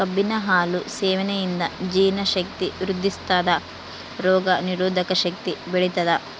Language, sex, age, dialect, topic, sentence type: Kannada, female, 18-24, Central, agriculture, statement